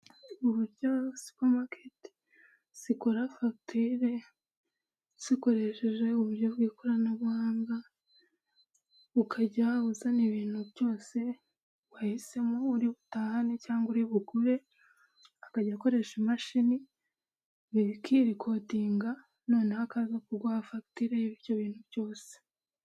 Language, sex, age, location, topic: Kinyarwanda, female, 25-35, Huye, finance